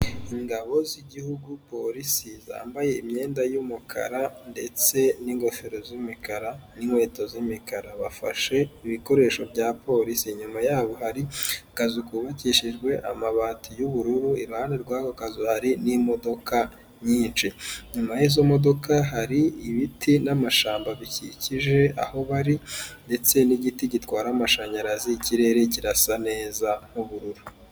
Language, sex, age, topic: Kinyarwanda, male, 25-35, government